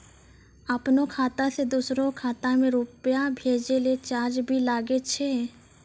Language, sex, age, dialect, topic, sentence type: Maithili, female, 25-30, Angika, banking, question